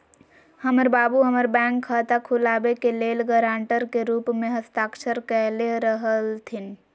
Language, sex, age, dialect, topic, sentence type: Magahi, female, 56-60, Western, banking, statement